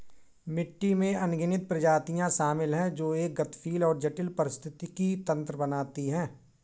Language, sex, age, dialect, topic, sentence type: Hindi, male, 41-45, Awadhi Bundeli, agriculture, statement